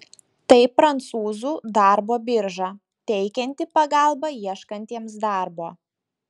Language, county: Lithuanian, Šiauliai